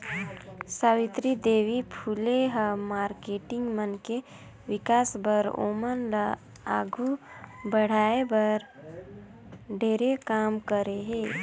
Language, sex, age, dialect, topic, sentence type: Chhattisgarhi, female, 25-30, Northern/Bhandar, banking, statement